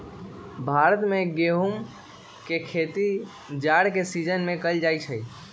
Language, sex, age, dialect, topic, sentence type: Magahi, male, 18-24, Western, agriculture, statement